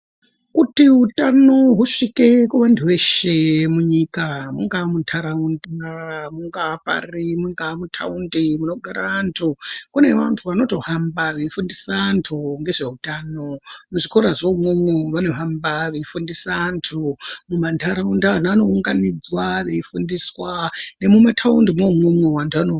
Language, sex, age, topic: Ndau, female, 36-49, health